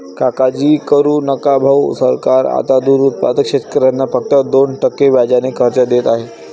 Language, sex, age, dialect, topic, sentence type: Marathi, male, 18-24, Varhadi, agriculture, statement